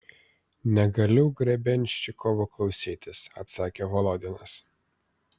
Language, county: Lithuanian, Vilnius